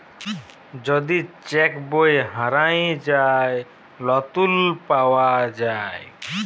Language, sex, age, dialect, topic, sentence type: Bengali, male, 25-30, Jharkhandi, banking, statement